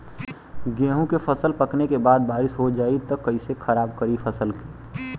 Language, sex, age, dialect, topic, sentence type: Bhojpuri, male, 18-24, Western, agriculture, question